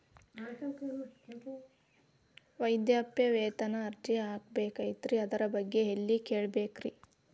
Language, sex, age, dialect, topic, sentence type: Kannada, female, 18-24, Dharwad Kannada, banking, question